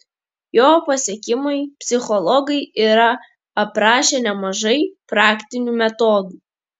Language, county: Lithuanian, Kaunas